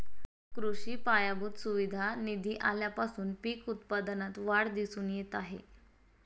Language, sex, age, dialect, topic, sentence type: Marathi, female, 18-24, Standard Marathi, agriculture, statement